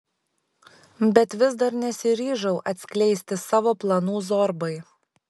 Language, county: Lithuanian, Šiauliai